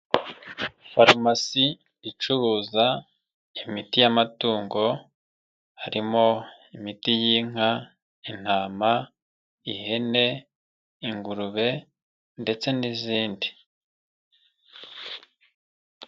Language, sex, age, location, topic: Kinyarwanda, male, 25-35, Nyagatare, health